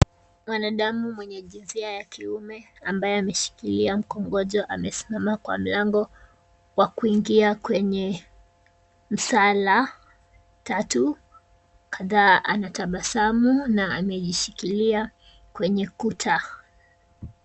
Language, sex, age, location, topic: Swahili, female, 18-24, Kisumu, health